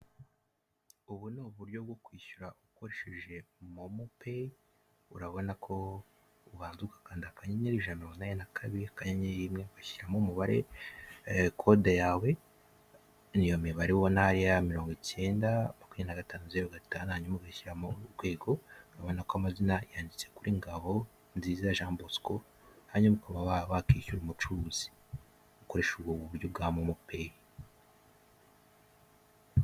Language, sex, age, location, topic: Kinyarwanda, male, 18-24, Kigali, finance